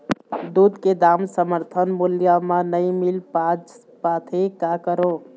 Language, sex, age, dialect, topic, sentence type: Chhattisgarhi, male, 18-24, Eastern, agriculture, question